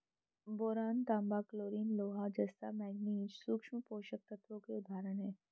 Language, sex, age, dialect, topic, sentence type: Hindi, female, 18-24, Hindustani Malvi Khadi Boli, agriculture, statement